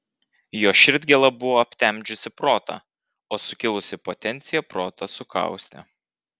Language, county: Lithuanian, Vilnius